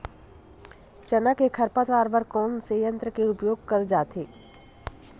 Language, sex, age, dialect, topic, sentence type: Chhattisgarhi, female, 41-45, Western/Budati/Khatahi, agriculture, question